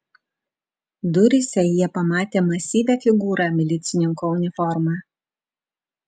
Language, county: Lithuanian, Vilnius